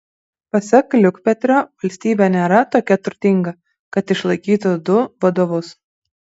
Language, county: Lithuanian, Kaunas